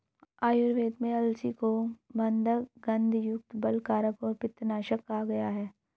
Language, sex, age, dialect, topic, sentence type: Hindi, female, 25-30, Hindustani Malvi Khadi Boli, agriculture, statement